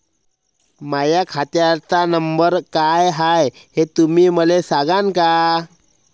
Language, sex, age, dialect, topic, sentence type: Marathi, male, 25-30, Varhadi, banking, question